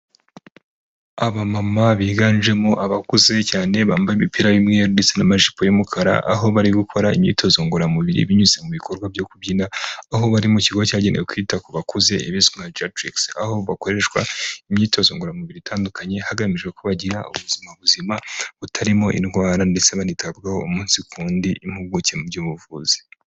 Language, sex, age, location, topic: Kinyarwanda, male, 18-24, Kigali, health